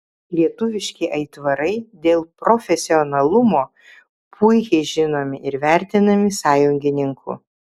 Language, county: Lithuanian, Vilnius